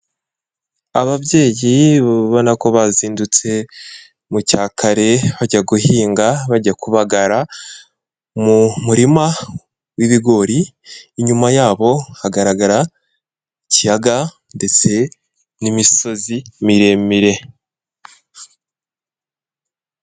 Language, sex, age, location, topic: Kinyarwanda, male, 18-24, Kigali, agriculture